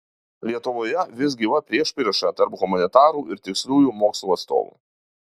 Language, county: Lithuanian, Alytus